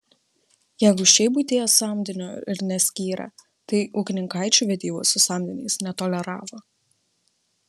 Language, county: Lithuanian, Vilnius